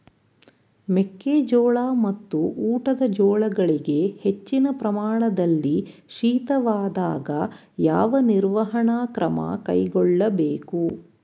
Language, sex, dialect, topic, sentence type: Kannada, female, Mysore Kannada, agriculture, question